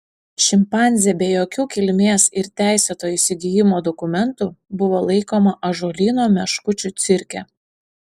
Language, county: Lithuanian, Panevėžys